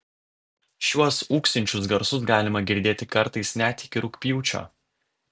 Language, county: Lithuanian, Vilnius